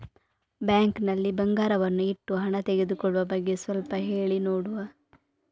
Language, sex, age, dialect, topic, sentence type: Kannada, female, 25-30, Coastal/Dakshin, banking, question